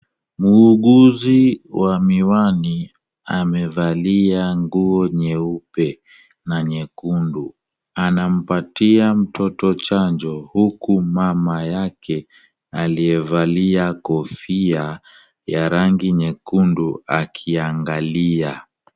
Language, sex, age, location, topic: Swahili, male, 36-49, Kisumu, health